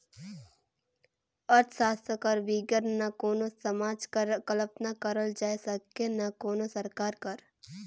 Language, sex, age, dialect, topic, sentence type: Chhattisgarhi, female, 18-24, Northern/Bhandar, banking, statement